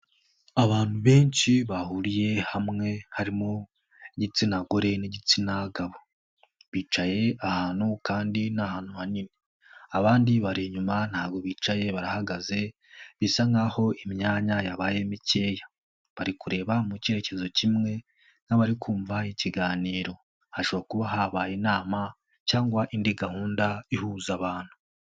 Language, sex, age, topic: Kinyarwanda, male, 18-24, government